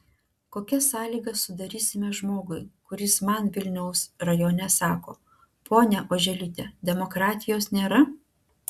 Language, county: Lithuanian, Klaipėda